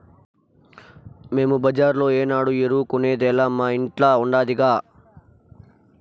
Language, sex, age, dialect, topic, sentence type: Telugu, male, 41-45, Southern, agriculture, statement